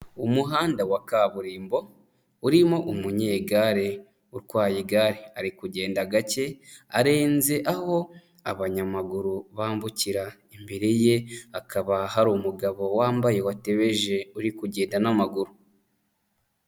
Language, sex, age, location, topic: Kinyarwanda, male, 25-35, Nyagatare, government